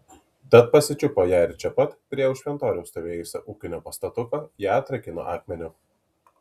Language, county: Lithuanian, Kaunas